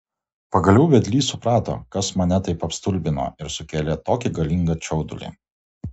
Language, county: Lithuanian, Kaunas